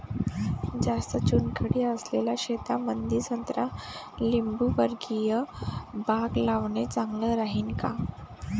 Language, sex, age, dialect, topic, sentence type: Marathi, female, 18-24, Varhadi, agriculture, question